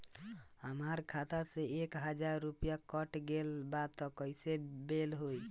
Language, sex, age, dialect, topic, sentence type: Bhojpuri, male, 18-24, Southern / Standard, banking, question